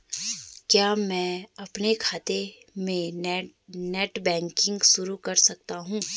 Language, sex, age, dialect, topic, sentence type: Hindi, female, 25-30, Garhwali, banking, question